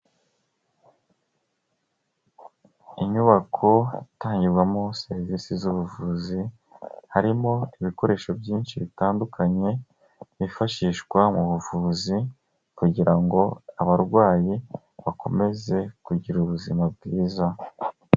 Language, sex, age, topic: Kinyarwanda, male, 25-35, health